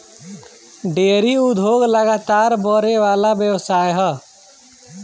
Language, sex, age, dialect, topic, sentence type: Bhojpuri, male, 25-30, Southern / Standard, agriculture, statement